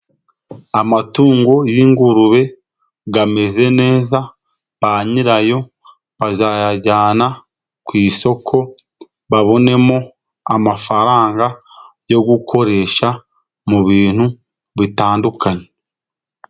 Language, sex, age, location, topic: Kinyarwanda, male, 25-35, Musanze, agriculture